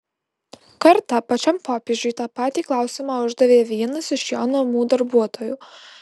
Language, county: Lithuanian, Alytus